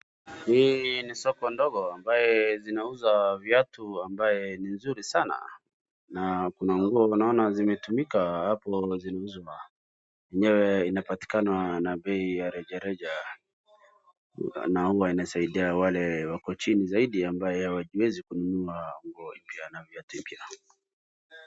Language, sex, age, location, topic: Swahili, male, 36-49, Wajir, finance